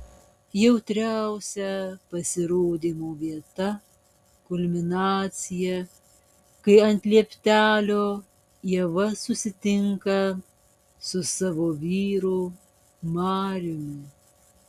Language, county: Lithuanian, Panevėžys